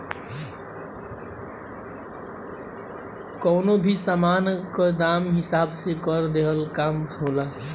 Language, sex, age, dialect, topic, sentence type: Bhojpuri, male, 18-24, Northern, banking, statement